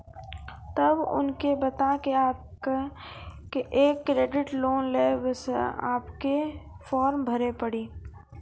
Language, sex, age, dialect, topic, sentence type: Maithili, female, 31-35, Angika, banking, question